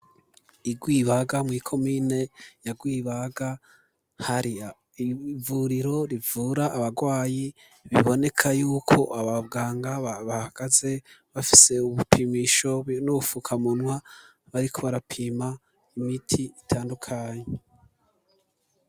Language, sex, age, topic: Rundi, male, 25-35, education